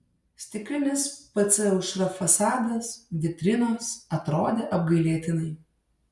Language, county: Lithuanian, Šiauliai